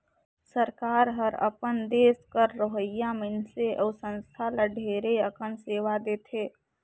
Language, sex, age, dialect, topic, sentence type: Chhattisgarhi, female, 60-100, Northern/Bhandar, banking, statement